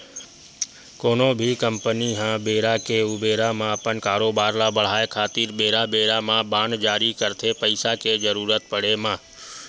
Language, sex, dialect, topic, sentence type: Chhattisgarhi, male, Western/Budati/Khatahi, banking, statement